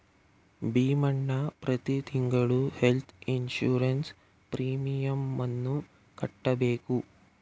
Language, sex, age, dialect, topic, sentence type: Kannada, male, 18-24, Mysore Kannada, banking, statement